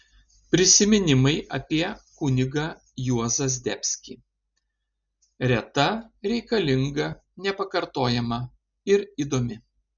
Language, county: Lithuanian, Panevėžys